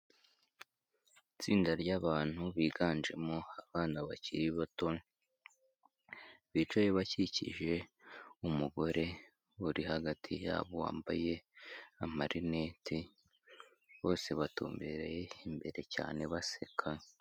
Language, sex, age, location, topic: Kinyarwanda, female, 25-35, Kigali, health